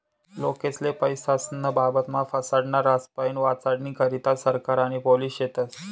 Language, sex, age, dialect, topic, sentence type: Marathi, male, 25-30, Northern Konkan, banking, statement